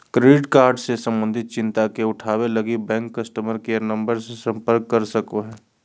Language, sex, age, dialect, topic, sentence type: Magahi, male, 25-30, Southern, banking, statement